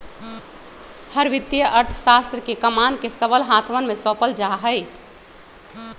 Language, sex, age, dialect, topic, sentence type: Magahi, male, 18-24, Western, banking, statement